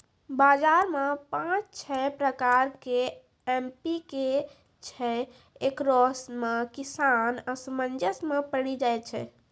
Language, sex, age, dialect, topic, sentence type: Maithili, female, 18-24, Angika, agriculture, question